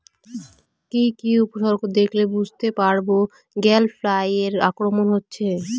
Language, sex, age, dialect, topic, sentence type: Bengali, female, 18-24, Northern/Varendri, agriculture, question